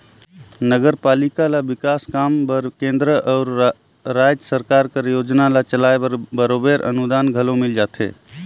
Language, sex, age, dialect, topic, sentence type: Chhattisgarhi, male, 18-24, Northern/Bhandar, banking, statement